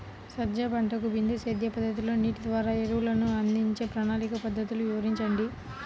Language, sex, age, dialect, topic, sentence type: Telugu, female, 18-24, Central/Coastal, agriculture, question